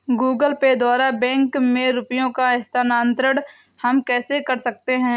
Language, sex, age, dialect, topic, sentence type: Hindi, female, 18-24, Awadhi Bundeli, banking, question